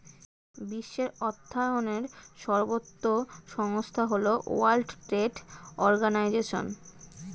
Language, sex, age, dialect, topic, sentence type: Bengali, female, 25-30, Standard Colloquial, banking, statement